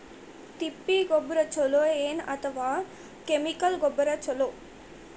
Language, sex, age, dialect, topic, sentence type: Kannada, female, 25-30, Dharwad Kannada, agriculture, question